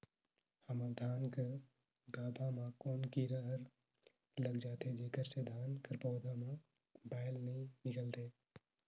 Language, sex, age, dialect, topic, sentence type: Chhattisgarhi, male, 18-24, Northern/Bhandar, agriculture, question